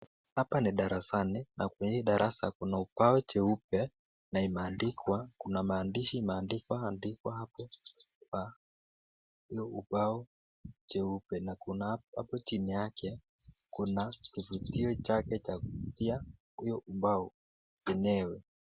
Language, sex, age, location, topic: Swahili, male, 18-24, Nakuru, education